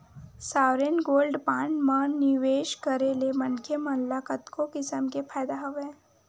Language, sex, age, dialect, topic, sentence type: Chhattisgarhi, male, 18-24, Western/Budati/Khatahi, banking, statement